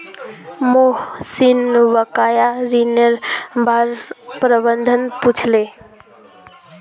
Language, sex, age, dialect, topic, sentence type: Magahi, female, 18-24, Northeastern/Surjapuri, banking, statement